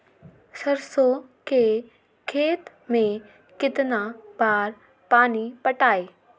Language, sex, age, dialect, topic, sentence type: Magahi, female, 18-24, Western, agriculture, question